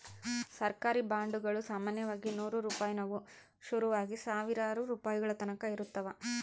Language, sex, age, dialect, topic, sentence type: Kannada, female, 25-30, Central, banking, statement